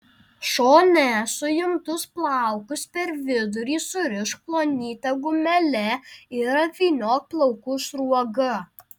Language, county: Lithuanian, Alytus